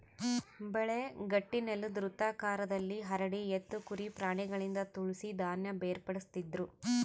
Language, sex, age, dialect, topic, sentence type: Kannada, female, 31-35, Central, agriculture, statement